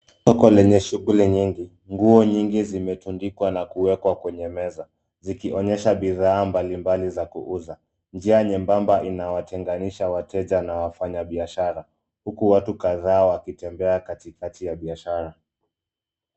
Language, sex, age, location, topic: Swahili, male, 25-35, Nairobi, finance